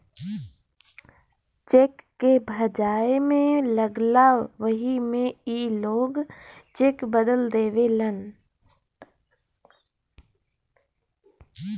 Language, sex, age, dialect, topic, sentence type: Bhojpuri, female, 18-24, Western, banking, statement